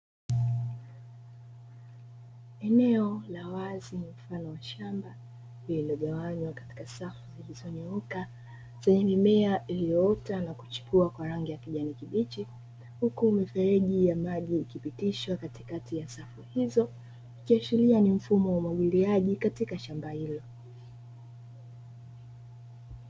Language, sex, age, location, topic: Swahili, female, 25-35, Dar es Salaam, agriculture